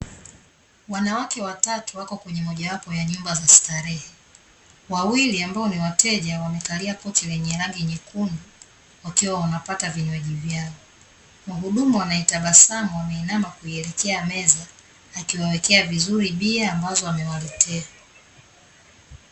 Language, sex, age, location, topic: Swahili, female, 36-49, Dar es Salaam, finance